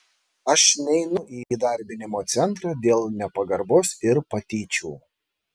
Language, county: Lithuanian, Šiauliai